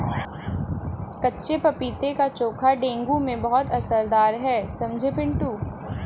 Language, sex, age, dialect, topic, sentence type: Hindi, female, 25-30, Hindustani Malvi Khadi Boli, agriculture, statement